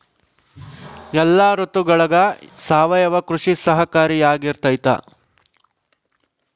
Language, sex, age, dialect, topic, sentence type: Kannada, male, 56-60, Central, agriculture, question